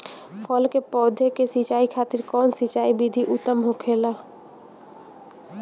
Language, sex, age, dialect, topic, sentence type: Bhojpuri, female, 18-24, Northern, agriculture, question